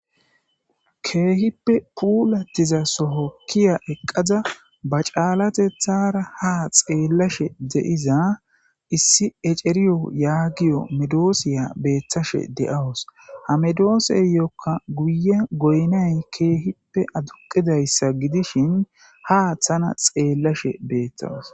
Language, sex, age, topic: Gamo, male, 25-35, agriculture